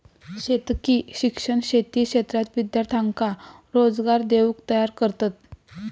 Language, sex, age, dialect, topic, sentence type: Marathi, female, 18-24, Southern Konkan, agriculture, statement